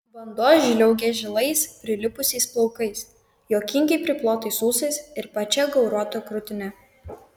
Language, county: Lithuanian, Kaunas